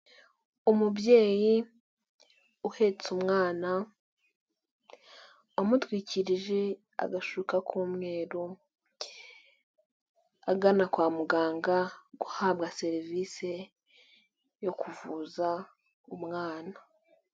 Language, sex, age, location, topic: Kinyarwanda, female, 18-24, Nyagatare, health